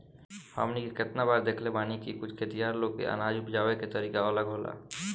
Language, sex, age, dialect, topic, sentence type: Bhojpuri, male, 18-24, Southern / Standard, agriculture, statement